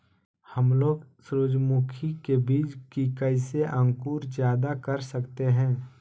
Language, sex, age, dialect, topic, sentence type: Magahi, male, 18-24, Southern, agriculture, question